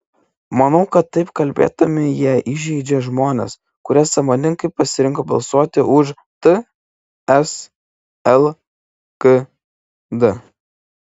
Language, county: Lithuanian, Klaipėda